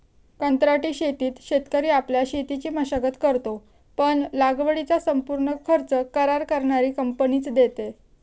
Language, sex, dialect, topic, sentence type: Marathi, female, Standard Marathi, agriculture, statement